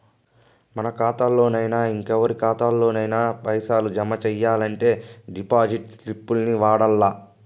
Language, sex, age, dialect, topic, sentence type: Telugu, male, 25-30, Southern, banking, statement